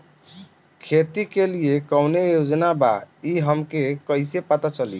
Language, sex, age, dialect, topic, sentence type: Bhojpuri, male, 60-100, Northern, banking, question